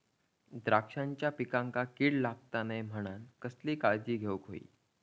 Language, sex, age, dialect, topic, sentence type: Marathi, female, 41-45, Southern Konkan, agriculture, question